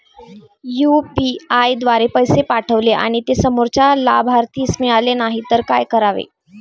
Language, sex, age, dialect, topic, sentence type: Marathi, female, 18-24, Standard Marathi, banking, question